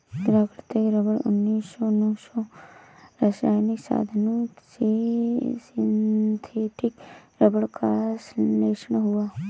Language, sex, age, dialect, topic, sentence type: Hindi, female, 18-24, Awadhi Bundeli, agriculture, statement